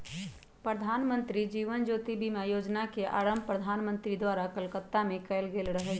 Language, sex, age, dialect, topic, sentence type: Magahi, male, 18-24, Western, banking, statement